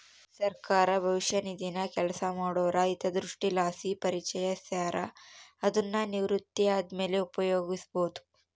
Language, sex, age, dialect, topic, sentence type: Kannada, female, 18-24, Central, banking, statement